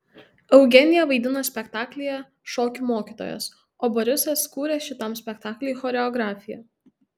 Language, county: Lithuanian, Tauragė